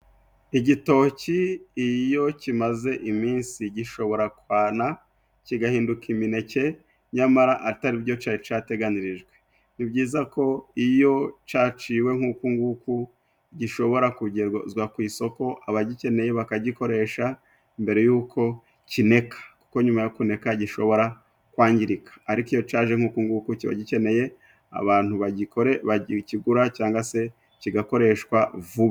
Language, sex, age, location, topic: Kinyarwanda, male, 36-49, Musanze, agriculture